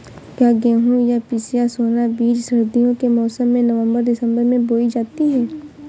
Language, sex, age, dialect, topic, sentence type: Hindi, female, 18-24, Awadhi Bundeli, agriculture, question